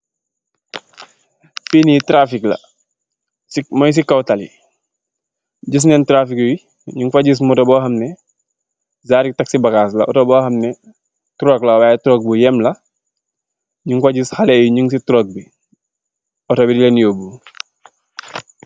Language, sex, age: Wolof, male, 25-35